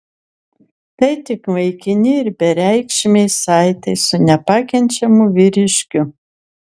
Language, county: Lithuanian, Kaunas